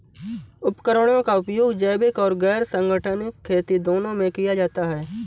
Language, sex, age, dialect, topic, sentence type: Hindi, male, 18-24, Awadhi Bundeli, agriculture, statement